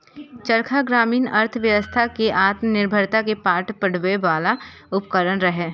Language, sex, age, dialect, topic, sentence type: Maithili, female, 25-30, Eastern / Thethi, agriculture, statement